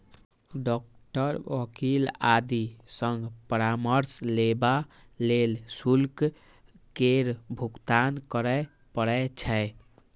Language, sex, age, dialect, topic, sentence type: Maithili, male, 18-24, Eastern / Thethi, banking, statement